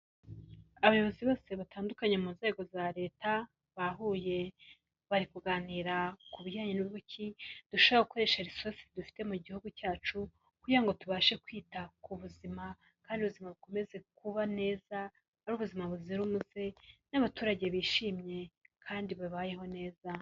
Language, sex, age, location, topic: Kinyarwanda, female, 25-35, Kigali, health